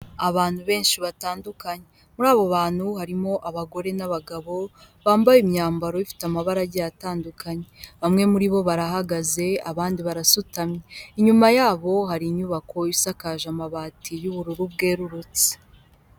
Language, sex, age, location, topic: Kinyarwanda, female, 18-24, Kigali, health